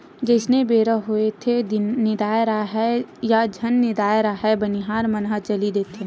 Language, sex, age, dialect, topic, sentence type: Chhattisgarhi, female, 18-24, Western/Budati/Khatahi, agriculture, statement